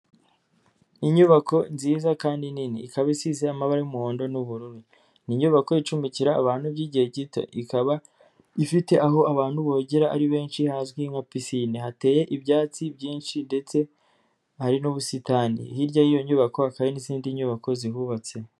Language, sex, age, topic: Kinyarwanda, male, 25-35, finance